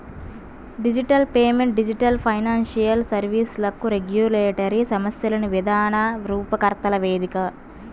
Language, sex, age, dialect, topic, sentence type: Telugu, female, 18-24, Central/Coastal, banking, statement